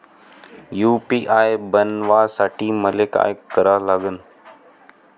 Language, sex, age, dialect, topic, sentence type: Marathi, male, 18-24, Varhadi, banking, question